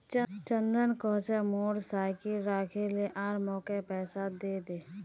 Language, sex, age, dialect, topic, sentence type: Magahi, female, 18-24, Northeastern/Surjapuri, banking, statement